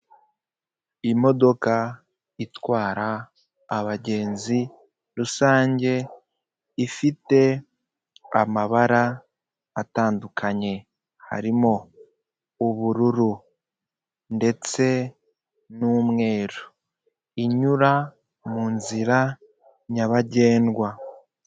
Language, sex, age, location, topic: Kinyarwanda, male, 25-35, Kigali, government